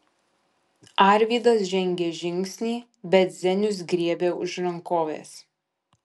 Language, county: Lithuanian, Kaunas